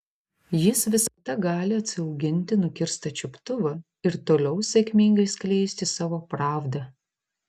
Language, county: Lithuanian, Vilnius